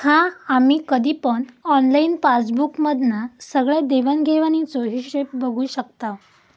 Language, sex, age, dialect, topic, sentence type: Marathi, female, 18-24, Southern Konkan, banking, statement